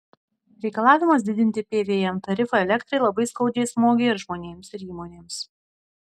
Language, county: Lithuanian, Vilnius